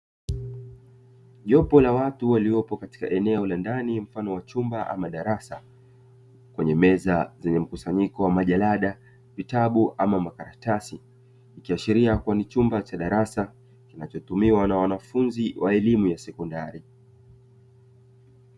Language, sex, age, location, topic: Swahili, male, 25-35, Dar es Salaam, education